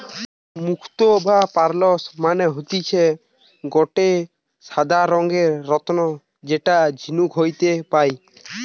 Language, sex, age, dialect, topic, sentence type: Bengali, male, 18-24, Western, agriculture, statement